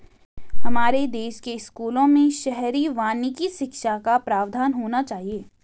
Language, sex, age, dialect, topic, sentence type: Hindi, female, 18-24, Garhwali, agriculture, statement